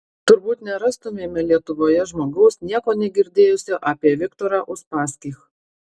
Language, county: Lithuanian, Marijampolė